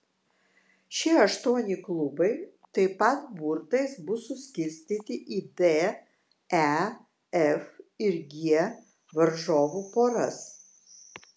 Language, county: Lithuanian, Vilnius